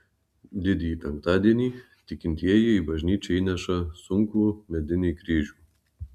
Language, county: Lithuanian, Marijampolė